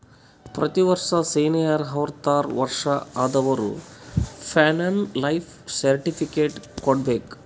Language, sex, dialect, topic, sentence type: Kannada, male, Northeastern, banking, statement